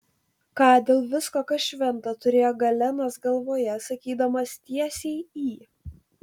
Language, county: Lithuanian, Telšiai